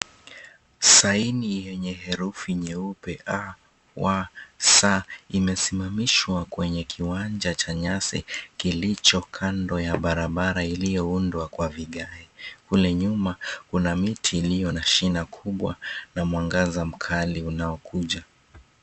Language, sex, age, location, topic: Swahili, male, 25-35, Mombasa, agriculture